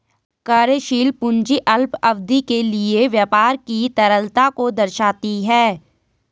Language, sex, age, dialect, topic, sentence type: Hindi, female, 18-24, Garhwali, banking, statement